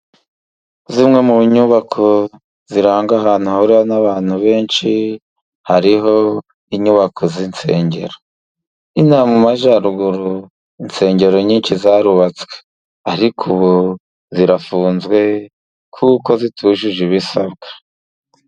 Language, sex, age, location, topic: Kinyarwanda, male, 50+, Musanze, government